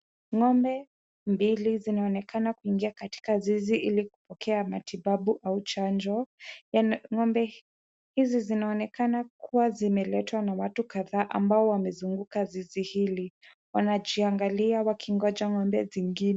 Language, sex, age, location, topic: Swahili, female, 18-24, Kisumu, agriculture